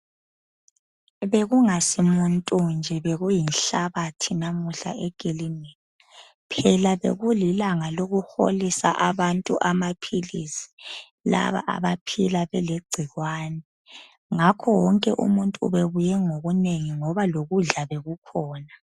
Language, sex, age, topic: North Ndebele, female, 25-35, health